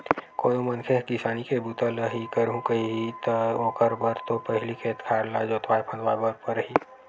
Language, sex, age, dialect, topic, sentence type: Chhattisgarhi, male, 51-55, Western/Budati/Khatahi, banking, statement